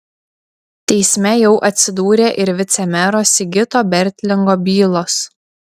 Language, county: Lithuanian, Šiauliai